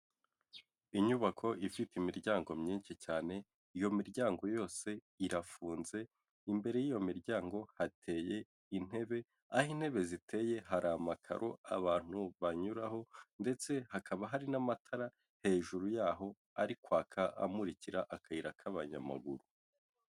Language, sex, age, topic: Kinyarwanda, male, 18-24, government